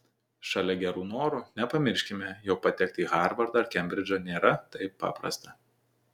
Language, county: Lithuanian, Telšiai